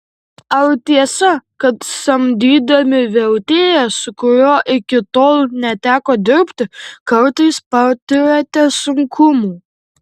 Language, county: Lithuanian, Tauragė